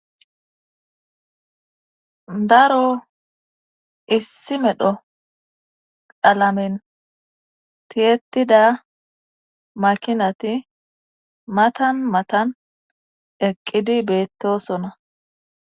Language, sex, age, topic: Gamo, female, 25-35, government